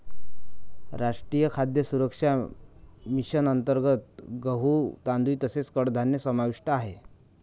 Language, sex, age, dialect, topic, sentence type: Marathi, male, 31-35, Northern Konkan, agriculture, statement